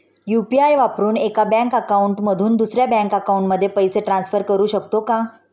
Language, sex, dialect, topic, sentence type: Marathi, female, Standard Marathi, banking, question